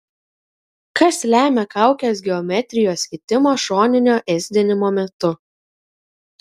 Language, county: Lithuanian, Kaunas